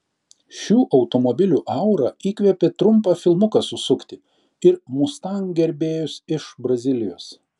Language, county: Lithuanian, Šiauliai